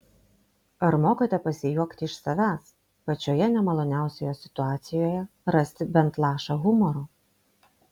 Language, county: Lithuanian, Vilnius